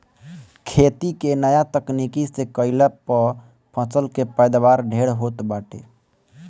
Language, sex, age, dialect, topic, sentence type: Bhojpuri, male, <18, Northern, agriculture, statement